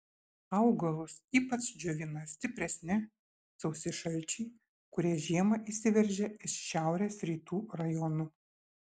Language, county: Lithuanian, Šiauliai